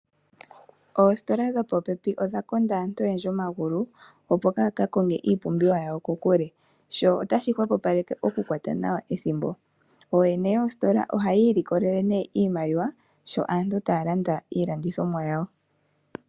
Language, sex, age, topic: Oshiwambo, female, 25-35, finance